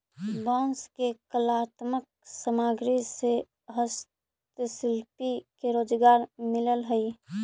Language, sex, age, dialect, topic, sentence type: Magahi, female, 18-24, Central/Standard, banking, statement